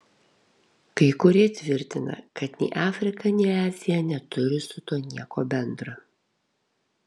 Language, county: Lithuanian, Kaunas